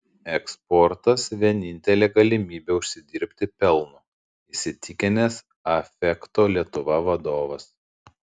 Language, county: Lithuanian, Panevėžys